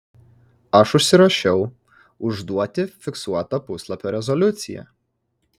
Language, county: Lithuanian, Kaunas